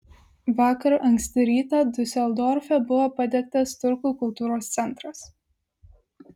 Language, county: Lithuanian, Vilnius